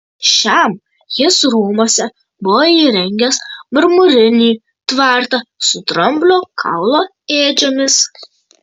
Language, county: Lithuanian, Kaunas